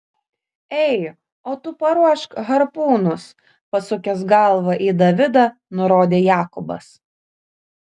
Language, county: Lithuanian, Kaunas